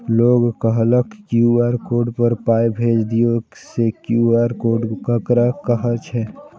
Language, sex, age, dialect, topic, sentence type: Maithili, male, 18-24, Eastern / Thethi, banking, question